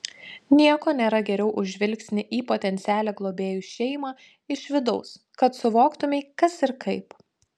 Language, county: Lithuanian, Panevėžys